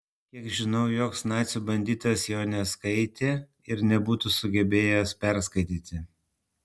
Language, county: Lithuanian, Panevėžys